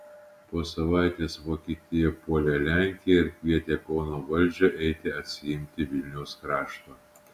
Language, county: Lithuanian, Utena